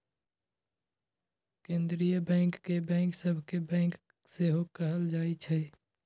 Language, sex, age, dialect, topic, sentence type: Magahi, male, 25-30, Western, banking, statement